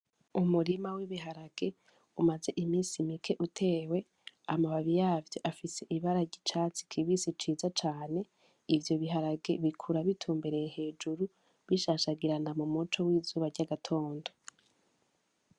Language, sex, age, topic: Rundi, female, 18-24, agriculture